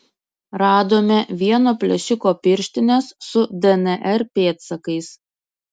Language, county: Lithuanian, Kaunas